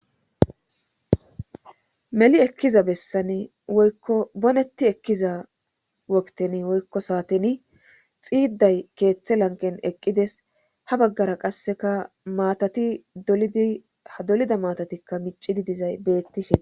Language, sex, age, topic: Gamo, male, 18-24, government